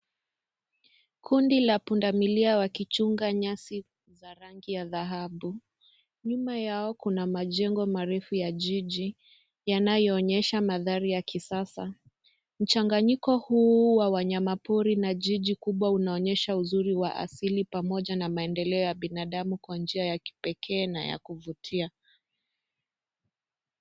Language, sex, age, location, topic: Swahili, female, 25-35, Nairobi, government